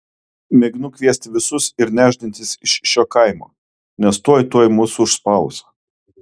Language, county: Lithuanian, Kaunas